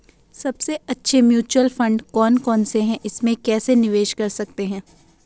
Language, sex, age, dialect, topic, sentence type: Hindi, female, 18-24, Garhwali, banking, question